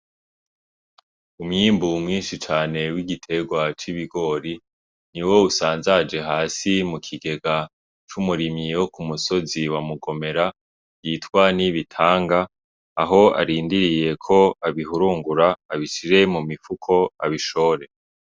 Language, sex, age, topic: Rundi, male, 18-24, agriculture